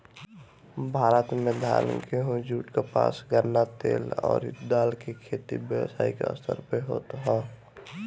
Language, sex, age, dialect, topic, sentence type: Bhojpuri, male, 18-24, Northern, agriculture, statement